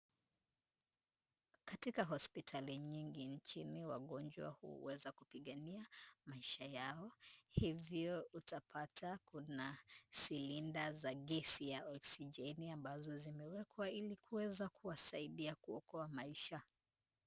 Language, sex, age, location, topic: Swahili, female, 25-35, Kisumu, education